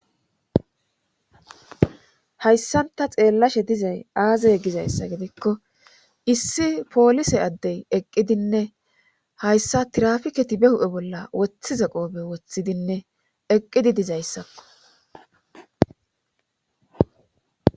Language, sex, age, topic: Gamo, female, 25-35, government